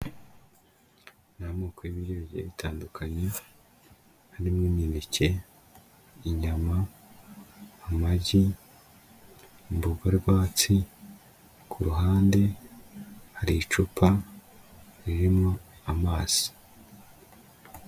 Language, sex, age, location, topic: Kinyarwanda, male, 25-35, Kigali, health